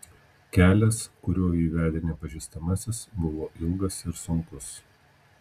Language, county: Lithuanian, Telšiai